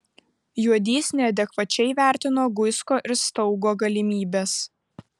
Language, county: Lithuanian, Vilnius